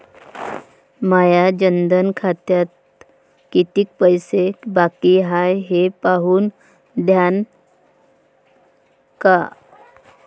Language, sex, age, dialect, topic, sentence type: Marathi, female, 36-40, Varhadi, banking, question